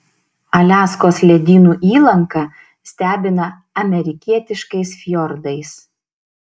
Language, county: Lithuanian, Šiauliai